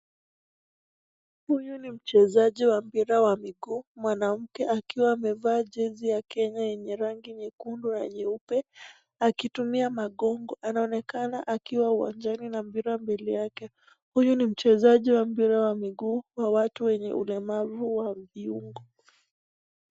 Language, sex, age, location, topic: Swahili, female, 25-35, Nakuru, education